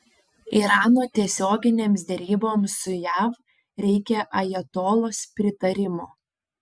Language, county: Lithuanian, Panevėžys